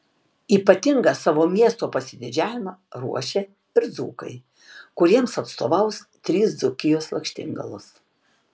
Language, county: Lithuanian, Tauragė